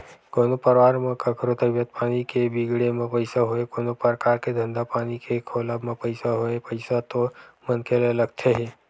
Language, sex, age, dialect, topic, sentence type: Chhattisgarhi, male, 18-24, Western/Budati/Khatahi, banking, statement